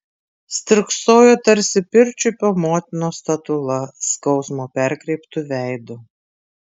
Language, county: Lithuanian, Tauragė